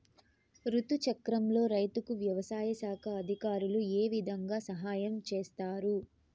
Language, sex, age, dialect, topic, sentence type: Telugu, female, 25-30, Southern, agriculture, question